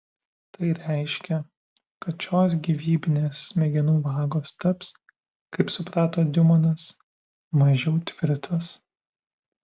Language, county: Lithuanian, Vilnius